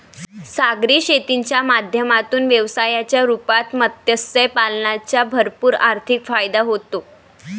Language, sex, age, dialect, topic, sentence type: Marathi, male, 18-24, Varhadi, agriculture, statement